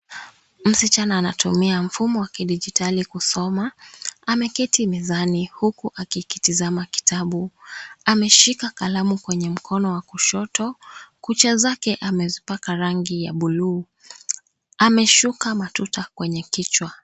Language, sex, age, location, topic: Swahili, female, 25-35, Nairobi, education